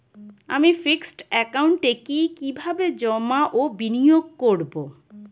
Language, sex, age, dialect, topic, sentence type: Bengali, male, 18-24, Rajbangshi, banking, question